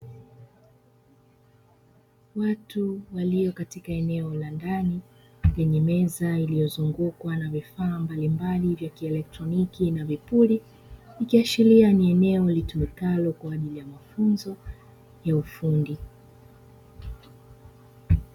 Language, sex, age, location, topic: Swahili, female, 25-35, Dar es Salaam, education